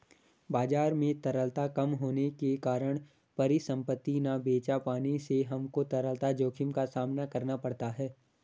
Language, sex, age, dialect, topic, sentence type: Hindi, male, 18-24, Garhwali, banking, statement